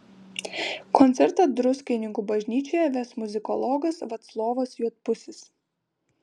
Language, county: Lithuanian, Vilnius